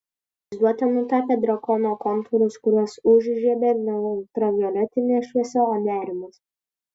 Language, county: Lithuanian, Kaunas